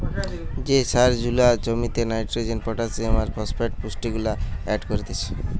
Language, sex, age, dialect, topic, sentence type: Bengali, male, 18-24, Western, agriculture, statement